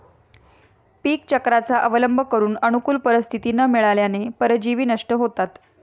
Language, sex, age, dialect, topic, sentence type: Marathi, female, 31-35, Standard Marathi, agriculture, statement